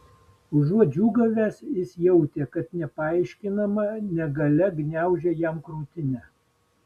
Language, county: Lithuanian, Vilnius